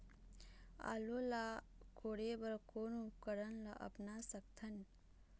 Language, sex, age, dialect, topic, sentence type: Chhattisgarhi, female, 46-50, Eastern, agriculture, question